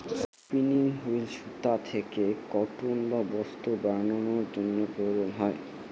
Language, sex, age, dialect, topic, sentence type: Bengali, male, 18-24, Northern/Varendri, agriculture, statement